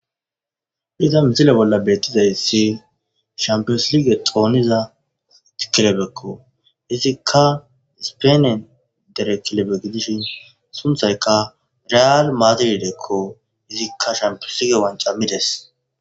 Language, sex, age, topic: Gamo, male, 18-24, government